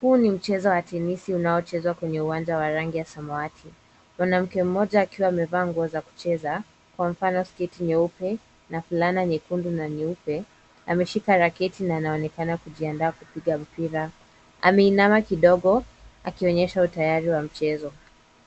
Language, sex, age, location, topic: Swahili, female, 18-24, Nairobi, education